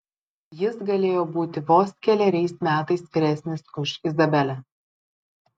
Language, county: Lithuanian, Vilnius